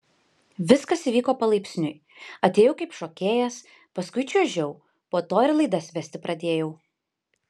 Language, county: Lithuanian, Panevėžys